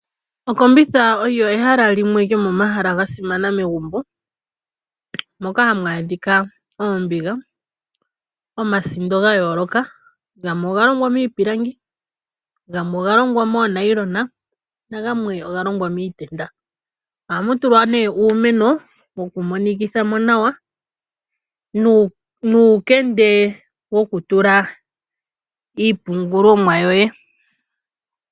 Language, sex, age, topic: Oshiwambo, female, 25-35, agriculture